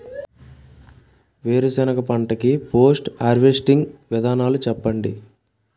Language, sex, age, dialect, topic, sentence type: Telugu, male, 18-24, Utterandhra, agriculture, question